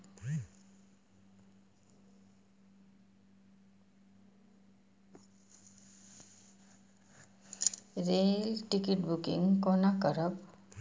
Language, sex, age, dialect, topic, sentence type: Maithili, female, 41-45, Eastern / Thethi, banking, question